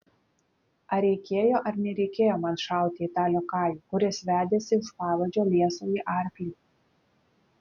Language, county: Lithuanian, Klaipėda